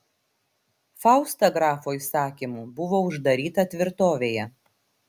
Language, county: Lithuanian, Klaipėda